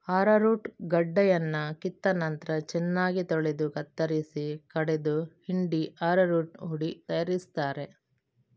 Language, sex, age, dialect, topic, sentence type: Kannada, female, 56-60, Coastal/Dakshin, agriculture, statement